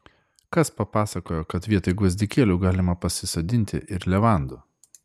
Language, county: Lithuanian, Klaipėda